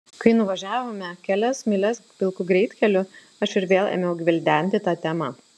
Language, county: Lithuanian, Klaipėda